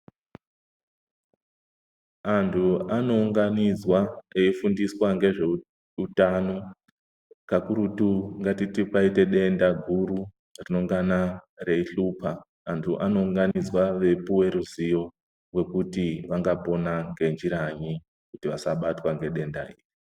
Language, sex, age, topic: Ndau, male, 50+, health